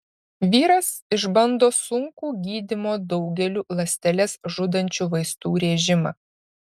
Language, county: Lithuanian, Šiauliai